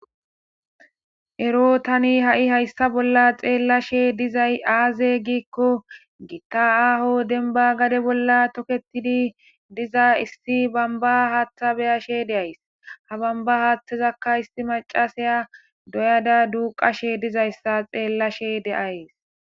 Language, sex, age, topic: Gamo, female, 25-35, government